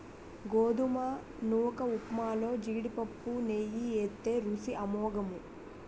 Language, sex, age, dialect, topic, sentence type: Telugu, female, 18-24, Utterandhra, agriculture, statement